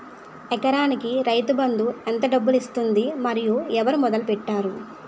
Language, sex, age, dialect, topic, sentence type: Telugu, female, 25-30, Utterandhra, agriculture, question